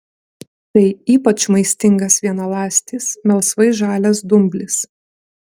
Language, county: Lithuanian, Klaipėda